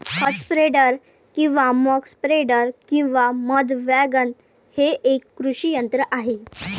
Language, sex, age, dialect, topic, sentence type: Marathi, female, 18-24, Varhadi, agriculture, statement